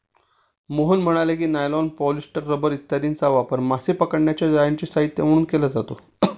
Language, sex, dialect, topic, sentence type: Marathi, male, Standard Marathi, agriculture, statement